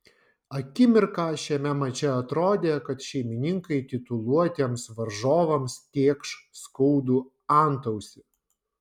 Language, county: Lithuanian, Vilnius